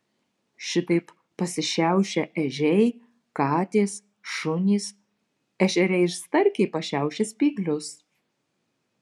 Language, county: Lithuanian, Marijampolė